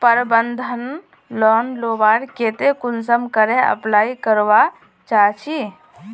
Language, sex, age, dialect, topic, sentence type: Magahi, female, 18-24, Northeastern/Surjapuri, banking, question